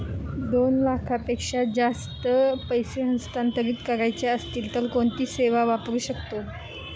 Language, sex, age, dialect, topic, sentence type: Marathi, female, 18-24, Standard Marathi, banking, question